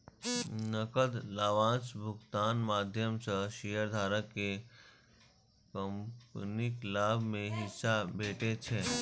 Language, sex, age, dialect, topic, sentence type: Maithili, male, 31-35, Eastern / Thethi, banking, statement